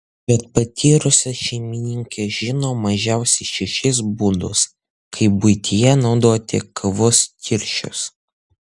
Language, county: Lithuanian, Utena